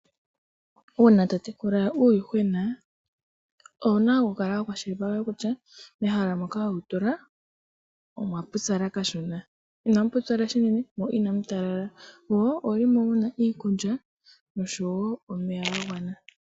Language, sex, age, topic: Oshiwambo, female, 18-24, agriculture